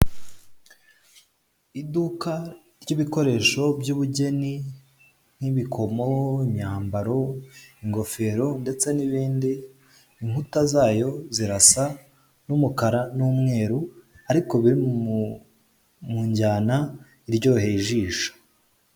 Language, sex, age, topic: Kinyarwanda, male, 18-24, finance